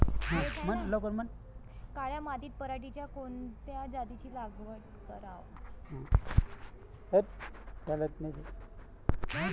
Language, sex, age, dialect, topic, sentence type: Marathi, male, 18-24, Varhadi, agriculture, question